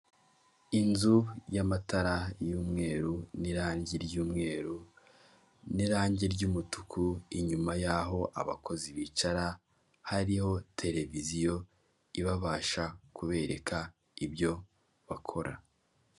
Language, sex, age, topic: Kinyarwanda, male, 18-24, finance